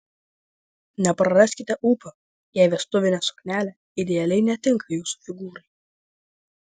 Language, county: Lithuanian, Vilnius